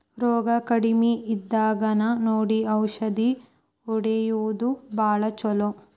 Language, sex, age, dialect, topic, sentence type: Kannada, female, 18-24, Dharwad Kannada, agriculture, statement